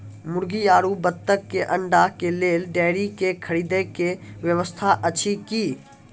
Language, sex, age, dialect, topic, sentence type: Maithili, female, 46-50, Angika, agriculture, question